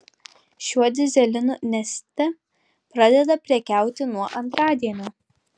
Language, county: Lithuanian, Klaipėda